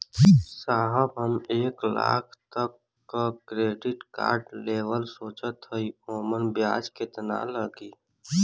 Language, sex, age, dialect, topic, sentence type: Bhojpuri, male, 18-24, Western, banking, question